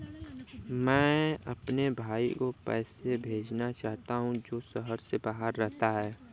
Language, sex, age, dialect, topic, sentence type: Hindi, male, 25-30, Hindustani Malvi Khadi Boli, banking, statement